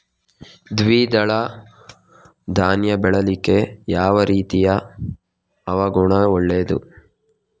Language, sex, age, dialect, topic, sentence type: Kannada, male, 18-24, Coastal/Dakshin, agriculture, question